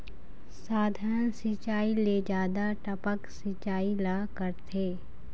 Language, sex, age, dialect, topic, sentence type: Chhattisgarhi, female, 25-30, Eastern, agriculture, statement